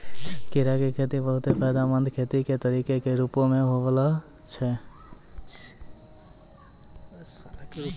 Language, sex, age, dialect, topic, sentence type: Maithili, male, 18-24, Angika, agriculture, statement